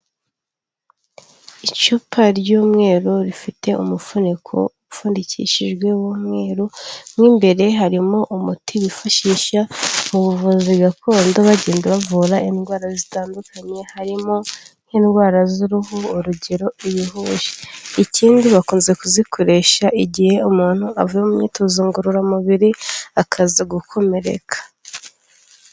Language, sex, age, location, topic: Kinyarwanda, female, 18-24, Kigali, health